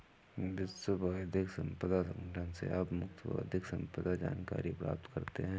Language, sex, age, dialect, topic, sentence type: Hindi, male, 41-45, Awadhi Bundeli, banking, statement